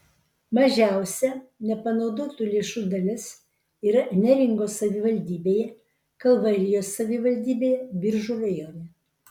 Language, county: Lithuanian, Vilnius